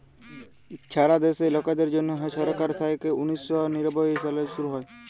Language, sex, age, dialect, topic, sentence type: Bengali, male, 18-24, Jharkhandi, banking, statement